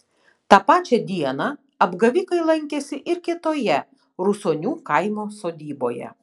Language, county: Lithuanian, Panevėžys